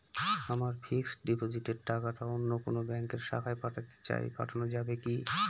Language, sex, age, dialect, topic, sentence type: Bengali, male, 25-30, Northern/Varendri, banking, question